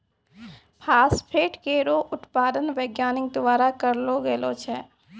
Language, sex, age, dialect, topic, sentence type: Maithili, female, 25-30, Angika, agriculture, statement